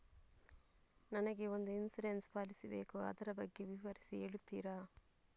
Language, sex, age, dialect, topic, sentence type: Kannada, female, 41-45, Coastal/Dakshin, banking, question